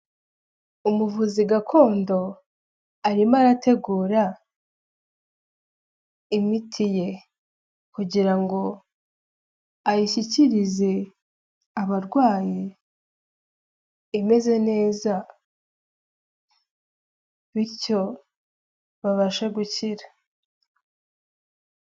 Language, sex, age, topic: Kinyarwanda, female, 18-24, health